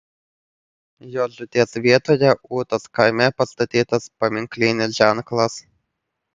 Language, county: Lithuanian, Panevėžys